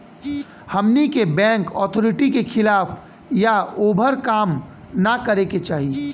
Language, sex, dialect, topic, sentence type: Bhojpuri, male, Southern / Standard, banking, question